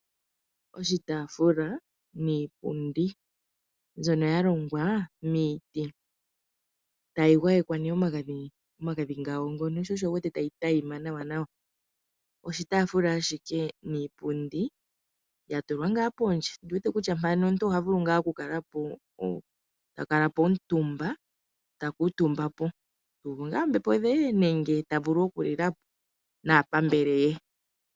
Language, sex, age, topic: Oshiwambo, female, 25-35, finance